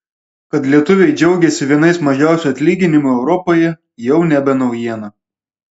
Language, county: Lithuanian, Klaipėda